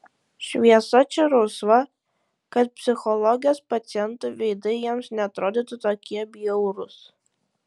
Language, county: Lithuanian, Šiauliai